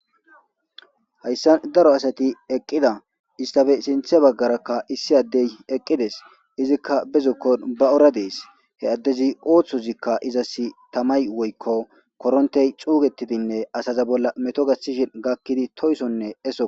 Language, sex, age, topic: Gamo, male, 25-35, government